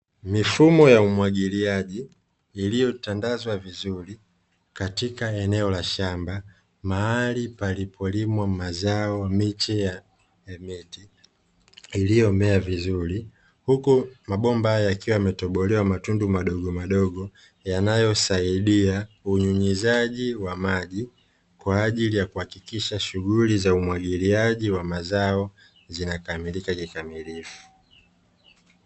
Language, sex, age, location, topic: Swahili, male, 25-35, Dar es Salaam, agriculture